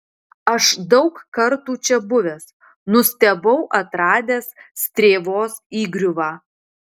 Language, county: Lithuanian, Utena